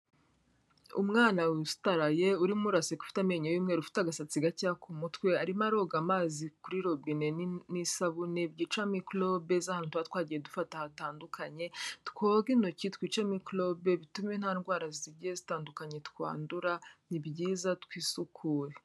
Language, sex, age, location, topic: Kinyarwanda, female, 25-35, Kigali, health